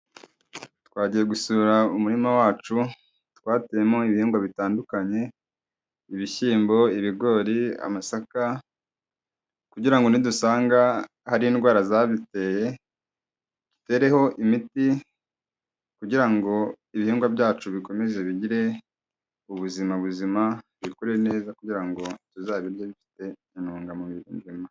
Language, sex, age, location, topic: Kinyarwanda, male, 25-35, Kigali, agriculture